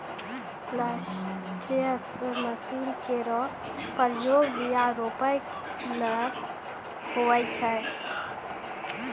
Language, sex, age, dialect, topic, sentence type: Maithili, female, 18-24, Angika, agriculture, statement